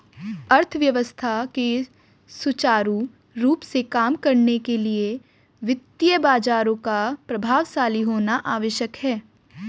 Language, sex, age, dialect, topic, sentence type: Hindi, female, 18-24, Hindustani Malvi Khadi Boli, banking, statement